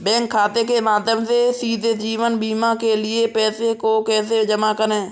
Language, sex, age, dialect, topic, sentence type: Hindi, male, 60-100, Kanauji Braj Bhasha, banking, question